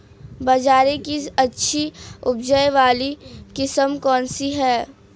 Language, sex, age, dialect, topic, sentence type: Hindi, female, 18-24, Marwari Dhudhari, agriculture, question